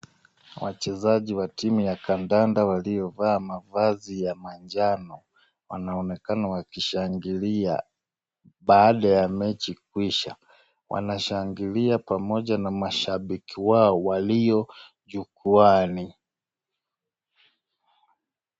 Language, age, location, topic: Swahili, 36-49, Nakuru, government